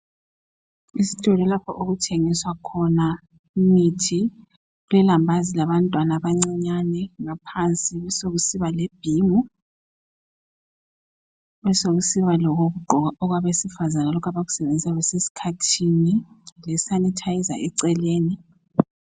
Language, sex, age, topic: North Ndebele, female, 25-35, health